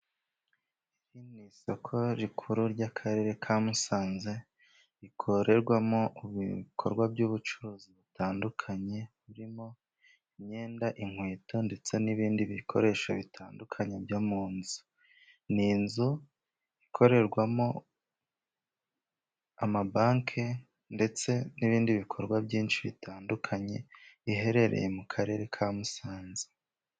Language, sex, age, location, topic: Kinyarwanda, male, 25-35, Musanze, finance